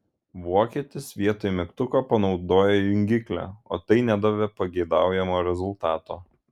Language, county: Lithuanian, Šiauliai